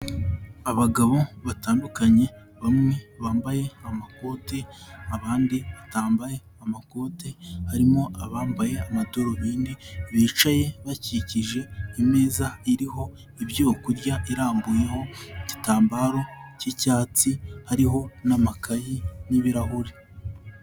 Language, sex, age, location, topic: Kinyarwanda, male, 18-24, Kigali, health